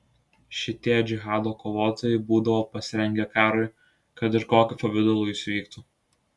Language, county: Lithuanian, Klaipėda